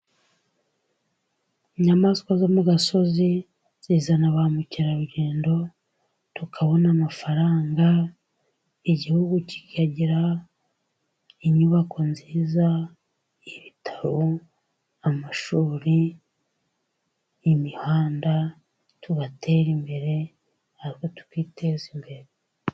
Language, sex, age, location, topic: Kinyarwanda, female, 36-49, Musanze, agriculture